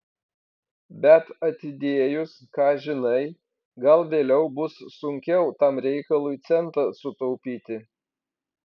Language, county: Lithuanian, Vilnius